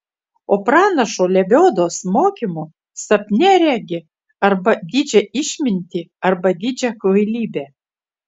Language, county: Lithuanian, Utena